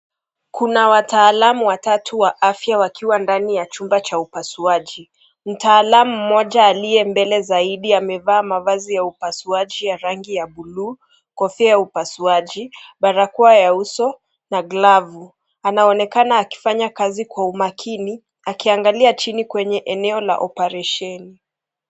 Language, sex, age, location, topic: Swahili, female, 25-35, Kisii, health